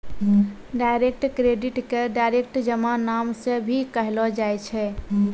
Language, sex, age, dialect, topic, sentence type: Maithili, female, 25-30, Angika, banking, statement